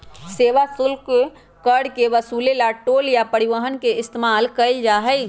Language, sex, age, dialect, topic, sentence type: Magahi, male, 18-24, Western, banking, statement